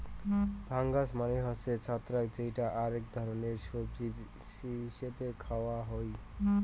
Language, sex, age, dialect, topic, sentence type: Bengali, male, 18-24, Rajbangshi, agriculture, statement